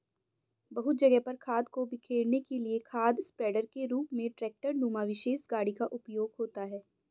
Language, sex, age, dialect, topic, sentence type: Hindi, female, 18-24, Hindustani Malvi Khadi Boli, agriculture, statement